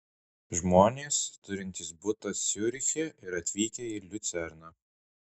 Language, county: Lithuanian, Marijampolė